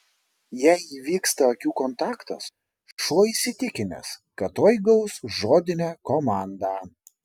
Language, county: Lithuanian, Šiauliai